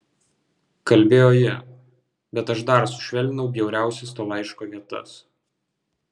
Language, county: Lithuanian, Vilnius